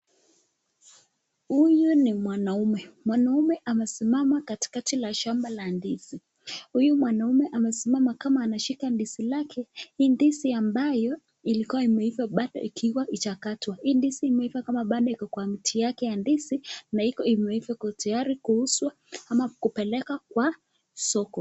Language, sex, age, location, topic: Swahili, male, 25-35, Nakuru, agriculture